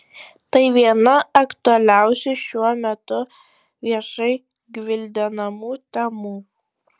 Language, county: Lithuanian, Šiauliai